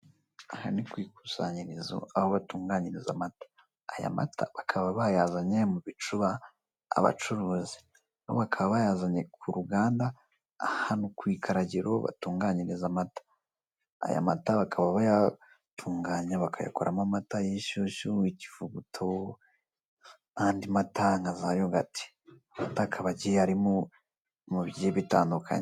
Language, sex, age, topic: Kinyarwanda, male, 18-24, finance